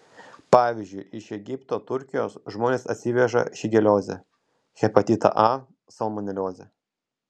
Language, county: Lithuanian, Kaunas